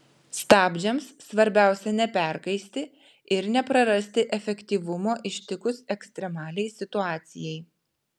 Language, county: Lithuanian, Vilnius